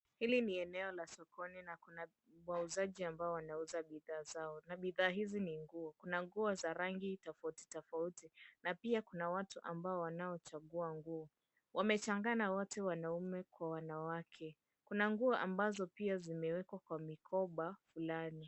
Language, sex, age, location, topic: Swahili, female, 18-24, Mombasa, finance